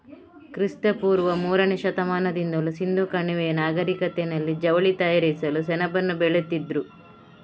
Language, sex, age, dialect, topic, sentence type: Kannada, female, 31-35, Coastal/Dakshin, agriculture, statement